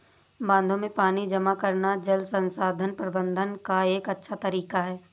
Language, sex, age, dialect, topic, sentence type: Hindi, female, 56-60, Awadhi Bundeli, agriculture, statement